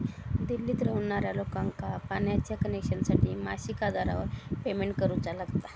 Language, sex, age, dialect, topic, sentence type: Marathi, female, 31-35, Southern Konkan, banking, statement